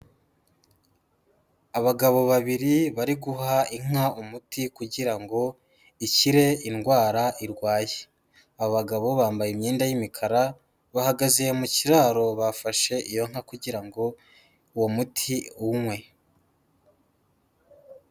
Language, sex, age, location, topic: Kinyarwanda, female, 18-24, Huye, agriculture